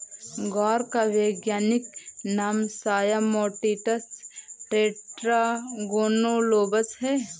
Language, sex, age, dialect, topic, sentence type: Hindi, female, 18-24, Awadhi Bundeli, agriculture, statement